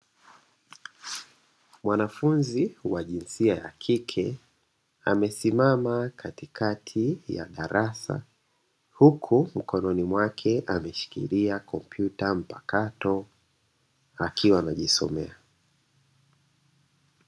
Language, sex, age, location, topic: Swahili, male, 25-35, Dar es Salaam, education